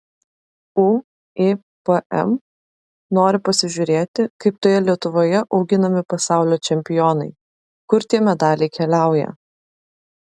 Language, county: Lithuanian, Vilnius